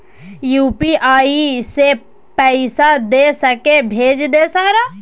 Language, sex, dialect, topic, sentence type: Maithili, female, Bajjika, banking, question